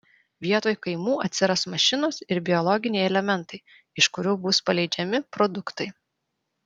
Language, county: Lithuanian, Vilnius